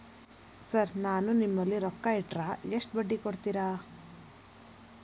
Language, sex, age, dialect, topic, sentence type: Kannada, female, 25-30, Dharwad Kannada, banking, question